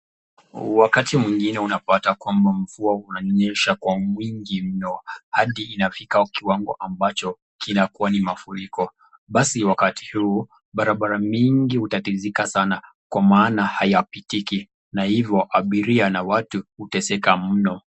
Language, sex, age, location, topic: Swahili, male, 25-35, Nakuru, health